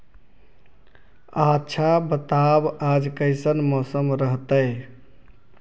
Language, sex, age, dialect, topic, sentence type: Magahi, male, 36-40, Central/Standard, agriculture, question